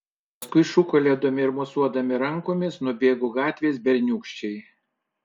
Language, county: Lithuanian, Panevėžys